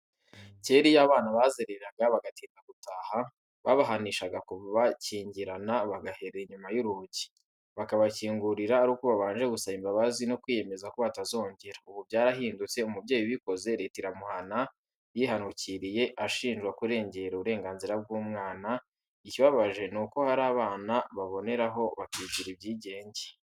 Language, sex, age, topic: Kinyarwanda, male, 18-24, education